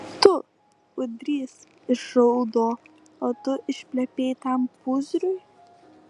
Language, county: Lithuanian, Kaunas